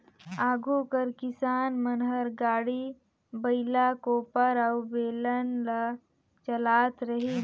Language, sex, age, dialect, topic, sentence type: Chhattisgarhi, female, 25-30, Northern/Bhandar, agriculture, statement